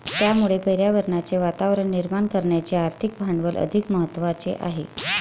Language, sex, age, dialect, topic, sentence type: Marathi, female, 36-40, Varhadi, banking, statement